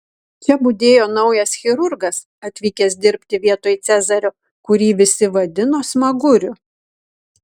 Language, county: Lithuanian, Kaunas